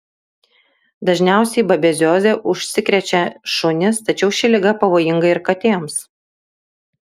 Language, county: Lithuanian, Kaunas